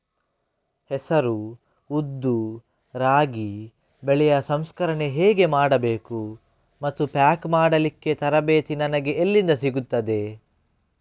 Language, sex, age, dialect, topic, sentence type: Kannada, male, 31-35, Coastal/Dakshin, agriculture, question